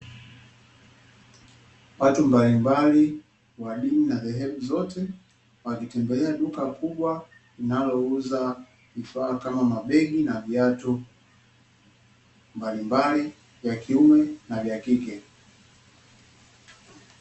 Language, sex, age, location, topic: Swahili, male, 18-24, Dar es Salaam, finance